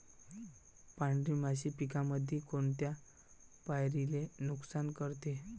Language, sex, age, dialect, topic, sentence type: Marathi, male, 18-24, Varhadi, agriculture, question